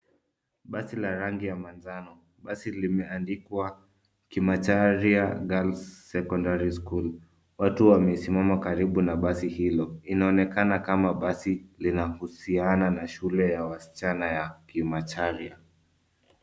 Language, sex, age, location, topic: Swahili, male, 25-35, Nairobi, education